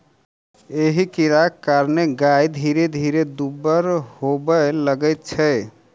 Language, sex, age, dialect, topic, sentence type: Maithili, male, 31-35, Southern/Standard, agriculture, statement